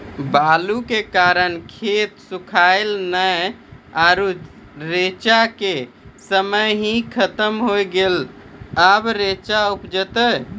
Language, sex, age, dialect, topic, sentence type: Maithili, male, 18-24, Angika, agriculture, question